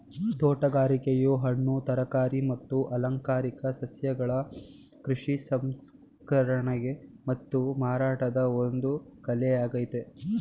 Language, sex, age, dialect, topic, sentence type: Kannada, male, 18-24, Mysore Kannada, agriculture, statement